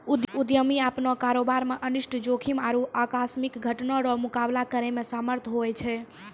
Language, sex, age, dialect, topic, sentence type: Maithili, female, 18-24, Angika, banking, statement